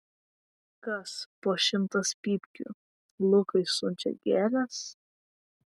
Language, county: Lithuanian, Vilnius